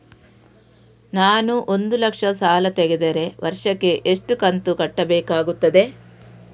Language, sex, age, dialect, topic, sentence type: Kannada, female, 36-40, Coastal/Dakshin, banking, question